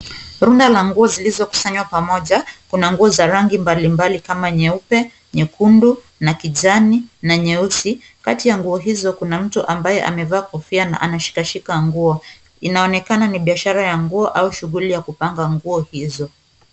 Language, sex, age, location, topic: Swahili, female, 25-35, Kisumu, finance